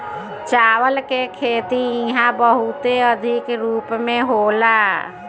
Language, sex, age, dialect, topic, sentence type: Bhojpuri, female, 51-55, Northern, agriculture, statement